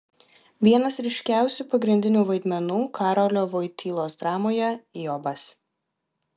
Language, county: Lithuanian, Klaipėda